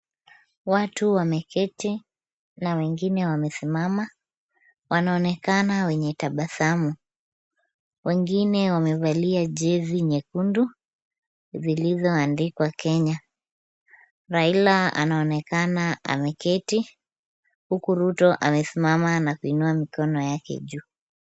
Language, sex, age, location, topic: Swahili, female, 25-35, Kisumu, government